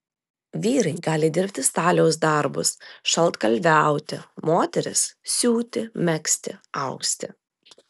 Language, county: Lithuanian, Telšiai